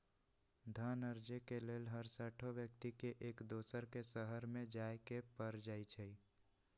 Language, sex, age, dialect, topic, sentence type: Magahi, male, 18-24, Western, banking, statement